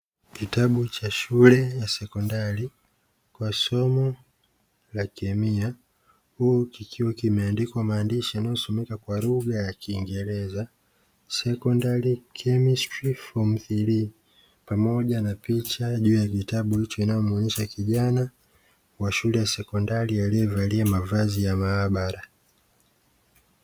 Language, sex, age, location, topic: Swahili, male, 25-35, Dar es Salaam, education